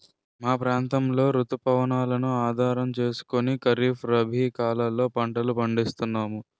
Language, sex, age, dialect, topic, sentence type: Telugu, male, 46-50, Utterandhra, agriculture, statement